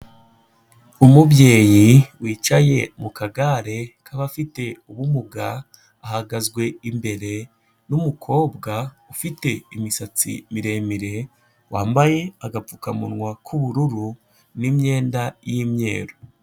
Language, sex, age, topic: Kinyarwanda, male, 18-24, health